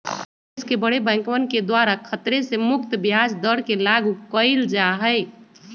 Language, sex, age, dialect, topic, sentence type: Magahi, female, 56-60, Western, banking, statement